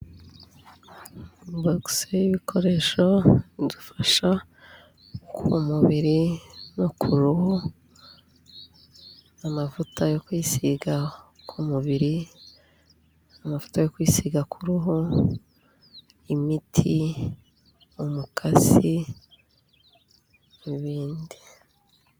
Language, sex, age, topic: Kinyarwanda, female, 36-49, health